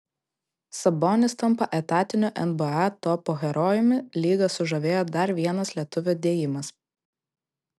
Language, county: Lithuanian, Klaipėda